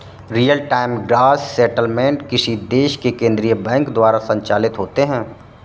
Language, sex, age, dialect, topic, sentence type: Hindi, male, 31-35, Awadhi Bundeli, banking, statement